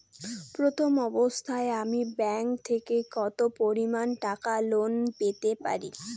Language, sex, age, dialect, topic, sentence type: Bengali, female, 18-24, Rajbangshi, banking, question